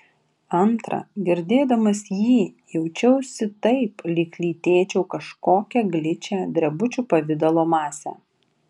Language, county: Lithuanian, Vilnius